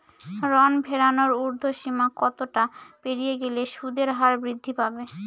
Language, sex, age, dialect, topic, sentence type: Bengali, female, 18-24, Northern/Varendri, banking, question